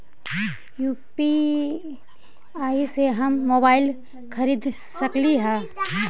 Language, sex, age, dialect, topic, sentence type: Magahi, female, 51-55, Central/Standard, banking, question